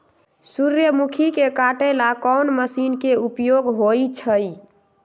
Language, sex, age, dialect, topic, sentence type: Magahi, female, 18-24, Western, agriculture, question